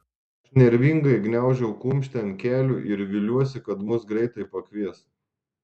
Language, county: Lithuanian, Šiauliai